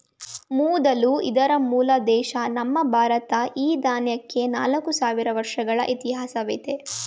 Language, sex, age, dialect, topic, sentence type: Kannada, female, 18-24, Mysore Kannada, agriculture, statement